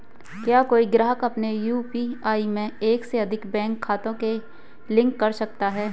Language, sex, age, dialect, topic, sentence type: Hindi, male, 25-30, Hindustani Malvi Khadi Boli, banking, question